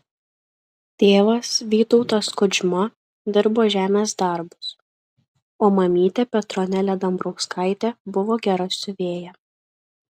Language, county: Lithuanian, Šiauliai